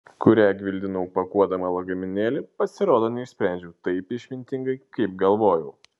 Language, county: Lithuanian, Šiauliai